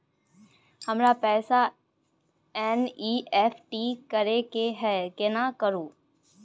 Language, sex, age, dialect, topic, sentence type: Maithili, female, 18-24, Bajjika, banking, question